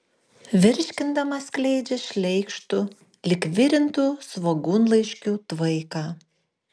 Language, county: Lithuanian, Panevėžys